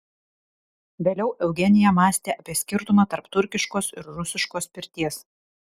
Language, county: Lithuanian, Vilnius